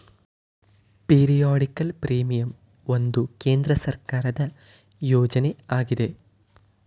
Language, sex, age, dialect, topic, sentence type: Kannada, male, 18-24, Mysore Kannada, banking, statement